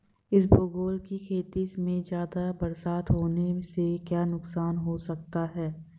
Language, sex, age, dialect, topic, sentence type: Hindi, female, 25-30, Marwari Dhudhari, agriculture, question